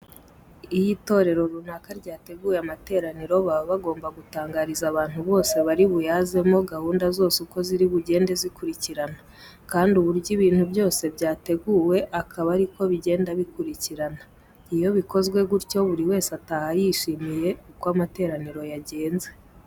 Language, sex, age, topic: Kinyarwanda, female, 18-24, education